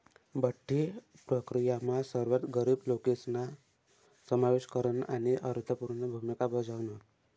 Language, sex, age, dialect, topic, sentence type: Marathi, male, 18-24, Northern Konkan, banking, statement